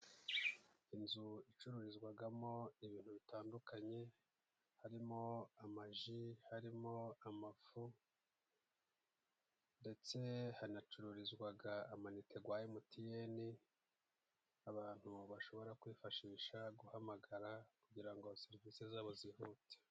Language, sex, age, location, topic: Kinyarwanda, male, 50+, Musanze, finance